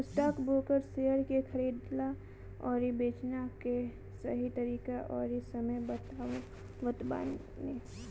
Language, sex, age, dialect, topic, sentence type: Bhojpuri, female, 18-24, Northern, banking, statement